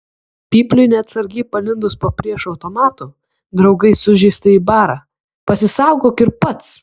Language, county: Lithuanian, Kaunas